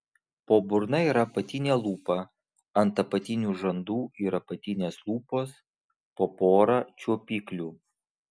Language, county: Lithuanian, Vilnius